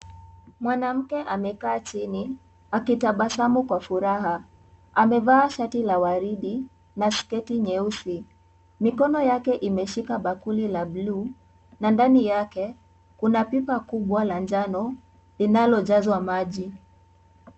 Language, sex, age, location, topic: Swahili, female, 18-24, Kisii, health